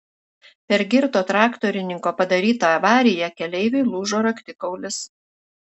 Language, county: Lithuanian, Šiauliai